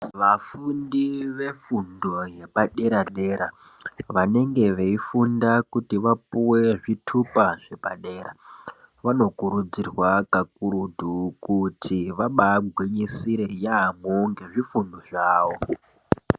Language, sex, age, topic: Ndau, male, 18-24, health